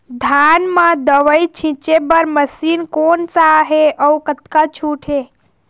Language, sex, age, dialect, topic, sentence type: Chhattisgarhi, female, 25-30, Eastern, agriculture, question